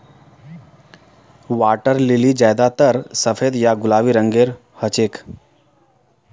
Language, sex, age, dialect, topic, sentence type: Magahi, male, 31-35, Northeastern/Surjapuri, agriculture, statement